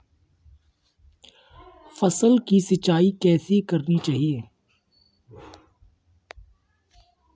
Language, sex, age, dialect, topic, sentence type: Hindi, male, 51-55, Kanauji Braj Bhasha, agriculture, question